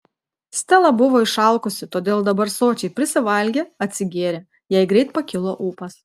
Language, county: Lithuanian, Klaipėda